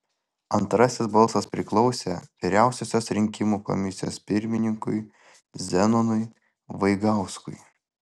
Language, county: Lithuanian, Vilnius